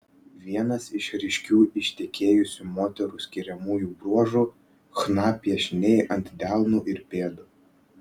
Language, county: Lithuanian, Vilnius